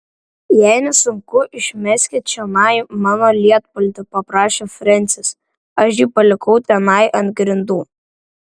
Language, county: Lithuanian, Vilnius